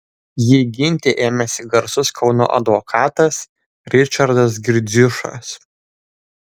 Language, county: Lithuanian, Vilnius